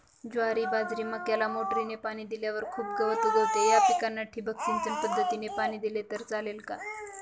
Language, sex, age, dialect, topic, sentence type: Marathi, female, 18-24, Northern Konkan, agriculture, question